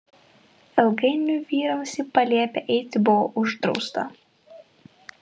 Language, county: Lithuanian, Vilnius